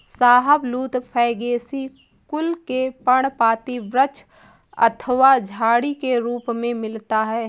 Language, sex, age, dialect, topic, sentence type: Hindi, female, 18-24, Awadhi Bundeli, agriculture, statement